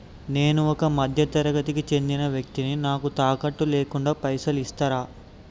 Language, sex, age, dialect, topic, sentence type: Telugu, male, 18-24, Telangana, banking, question